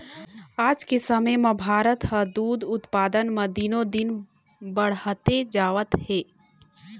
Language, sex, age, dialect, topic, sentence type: Chhattisgarhi, female, 18-24, Eastern, agriculture, statement